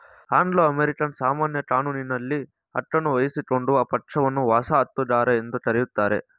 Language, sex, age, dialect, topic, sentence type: Kannada, male, 36-40, Mysore Kannada, banking, statement